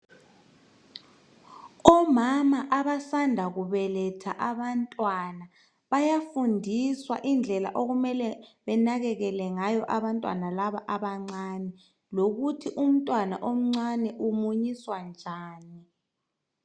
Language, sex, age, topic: North Ndebele, male, 36-49, health